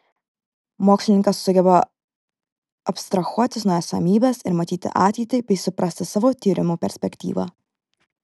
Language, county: Lithuanian, Vilnius